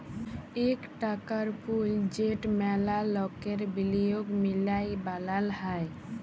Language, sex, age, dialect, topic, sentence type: Bengali, female, 18-24, Jharkhandi, banking, statement